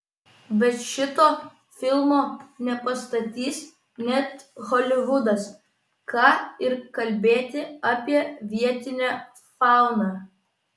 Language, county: Lithuanian, Vilnius